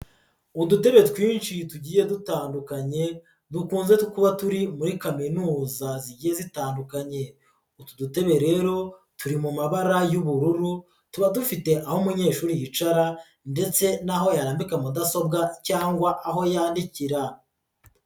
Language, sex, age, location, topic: Kinyarwanda, male, 50+, Nyagatare, education